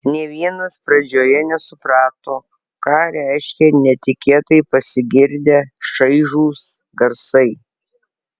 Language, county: Lithuanian, Alytus